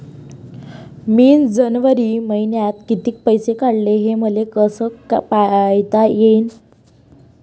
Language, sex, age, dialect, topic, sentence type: Marathi, female, 41-45, Varhadi, banking, question